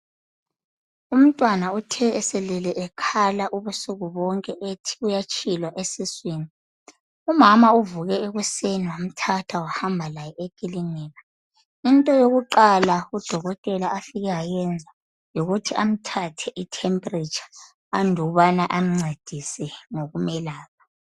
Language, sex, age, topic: North Ndebele, female, 25-35, health